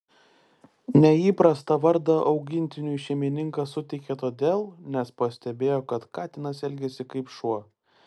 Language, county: Lithuanian, Klaipėda